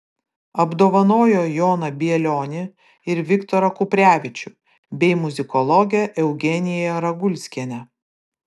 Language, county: Lithuanian, Vilnius